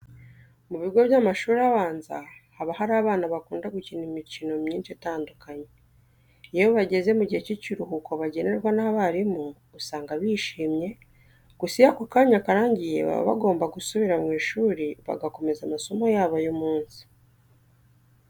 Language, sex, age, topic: Kinyarwanda, female, 25-35, education